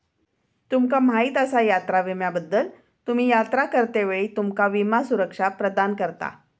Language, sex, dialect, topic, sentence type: Marathi, female, Southern Konkan, banking, statement